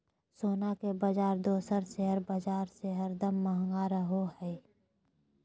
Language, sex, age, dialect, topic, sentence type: Magahi, female, 31-35, Southern, banking, statement